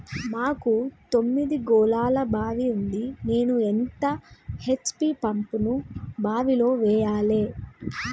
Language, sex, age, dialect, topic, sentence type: Telugu, female, 18-24, Telangana, agriculture, question